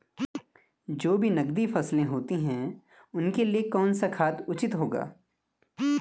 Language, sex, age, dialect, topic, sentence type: Hindi, male, 25-30, Garhwali, agriculture, question